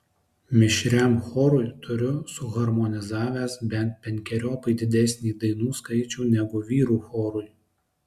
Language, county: Lithuanian, Alytus